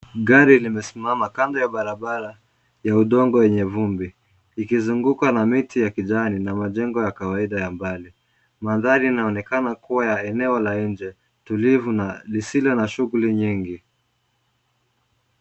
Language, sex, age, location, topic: Swahili, male, 18-24, Kisumu, finance